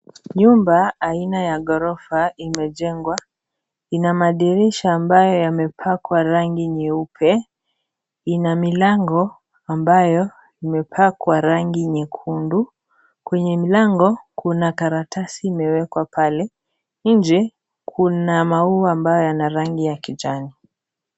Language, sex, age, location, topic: Swahili, female, 18-24, Kisii, education